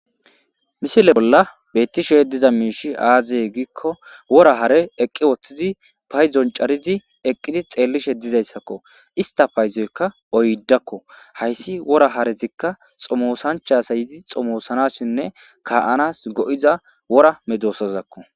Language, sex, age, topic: Gamo, male, 25-35, agriculture